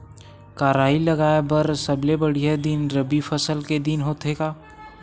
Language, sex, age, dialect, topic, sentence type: Chhattisgarhi, male, 18-24, Western/Budati/Khatahi, agriculture, question